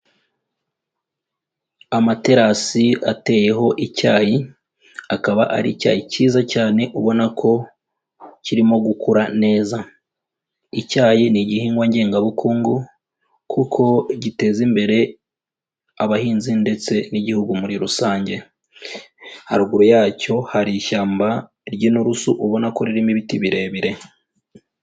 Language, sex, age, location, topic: Kinyarwanda, female, 18-24, Kigali, agriculture